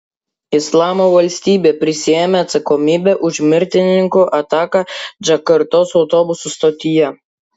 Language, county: Lithuanian, Klaipėda